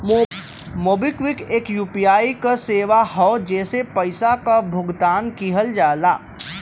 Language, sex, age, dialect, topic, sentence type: Bhojpuri, male, 18-24, Western, banking, statement